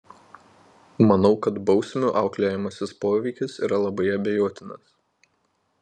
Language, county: Lithuanian, Panevėžys